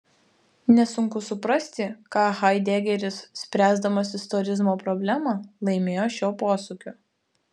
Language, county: Lithuanian, Vilnius